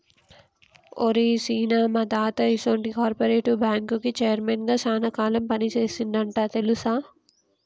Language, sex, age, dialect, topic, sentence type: Telugu, female, 25-30, Telangana, banking, statement